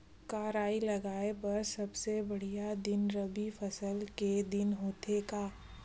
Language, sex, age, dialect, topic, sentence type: Chhattisgarhi, female, 25-30, Western/Budati/Khatahi, agriculture, question